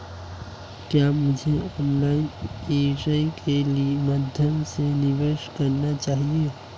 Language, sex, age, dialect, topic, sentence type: Hindi, male, 18-24, Marwari Dhudhari, banking, question